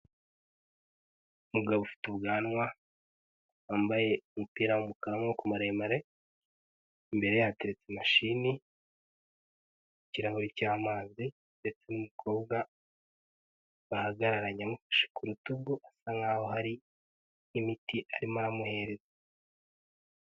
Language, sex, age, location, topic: Kinyarwanda, male, 18-24, Huye, health